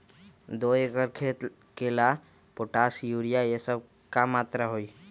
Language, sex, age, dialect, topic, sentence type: Magahi, male, 25-30, Western, agriculture, question